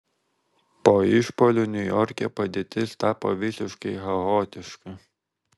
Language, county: Lithuanian, Vilnius